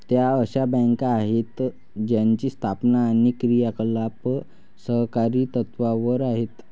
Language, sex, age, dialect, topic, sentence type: Marathi, male, 18-24, Varhadi, banking, statement